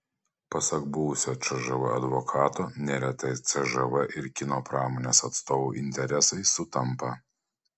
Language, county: Lithuanian, Panevėžys